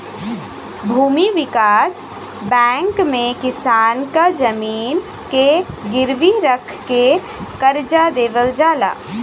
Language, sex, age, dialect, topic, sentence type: Bhojpuri, female, 18-24, Western, banking, statement